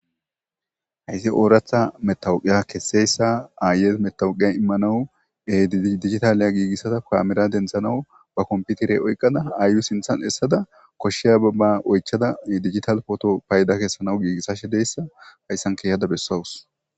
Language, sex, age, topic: Gamo, male, 25-35, government